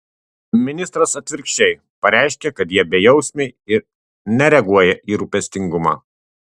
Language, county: Lithuanian, Tauragė